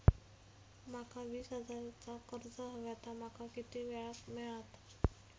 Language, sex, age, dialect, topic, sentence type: Marathi, female, 18-24, Southern Konkan, banking, question